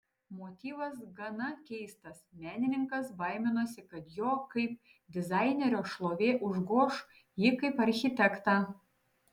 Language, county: Lithuanian, Šiauliai